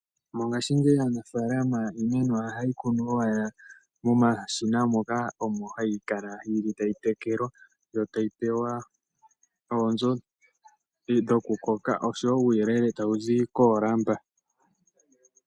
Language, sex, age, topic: Oshiwambo, male, 18-24, agriculture